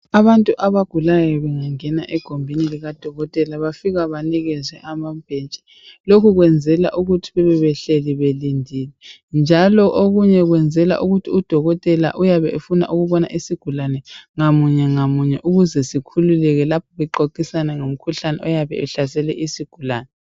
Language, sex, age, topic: North Ndebele, female, 25-35, health